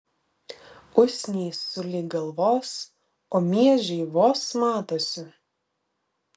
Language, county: Lithuanian, Vilnius